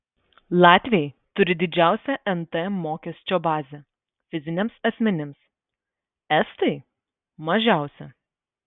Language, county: Lithuanian, Vilnius